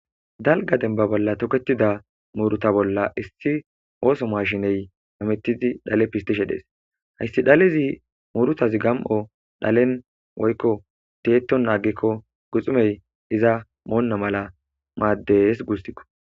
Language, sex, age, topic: Gamo, male, 18-24, agriculture